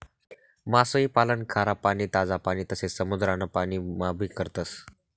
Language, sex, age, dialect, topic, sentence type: Marathi, male, 18-24, Northern Konkan, agriculture, statement